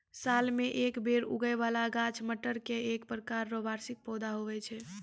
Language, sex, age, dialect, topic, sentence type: Maithili, female, 18-24, Angika, agriculture, statement